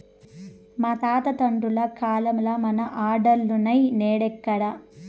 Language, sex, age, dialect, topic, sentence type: Telugu, male, 18-24, Southern, banking, statement